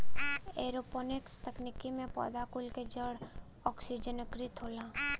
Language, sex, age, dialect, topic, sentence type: Bhojpuri, female, 18-24, Western, agriculture, statement